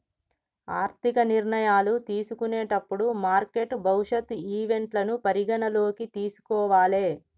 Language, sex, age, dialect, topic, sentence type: Telugu, female, 31-35, Telangana, banking, statement